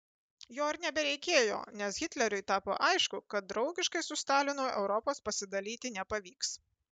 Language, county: Lithuanian, Panevėžys